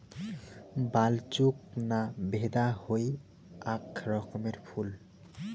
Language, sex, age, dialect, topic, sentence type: Bengali, male, 18-24, Rajbangshi, agriculture, statement